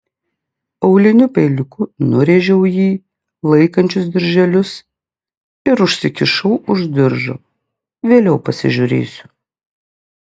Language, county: Lithuanian, Klaipėda